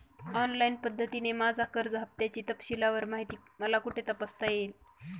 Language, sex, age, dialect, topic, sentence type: Marathi, female, 25-30, Northern Konkan, banking, question